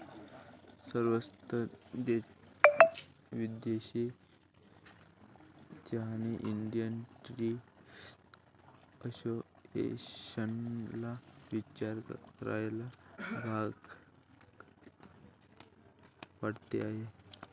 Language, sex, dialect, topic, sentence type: Marathi, male, Varhadi, agriculture, statement